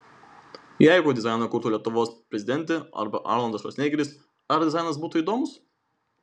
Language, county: Lithuanian, Vilnius